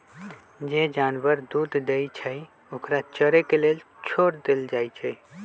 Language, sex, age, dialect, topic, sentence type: Magahi, male, 25-30, Western, agriculture, statement